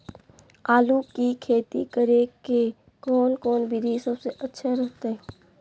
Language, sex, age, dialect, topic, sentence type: Magahi, female, 18-24, Southern, agriculture, question